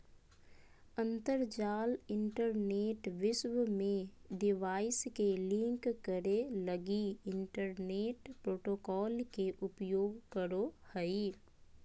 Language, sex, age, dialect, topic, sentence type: Magahi, female, 25-30, Southern, banking, statement